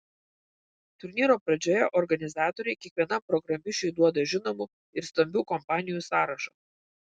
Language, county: Lithuanian, Vilnius